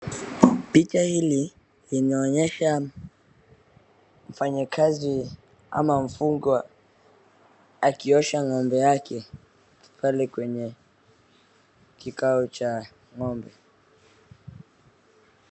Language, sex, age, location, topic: Swahili, female, 25-35, Wajir, agriculture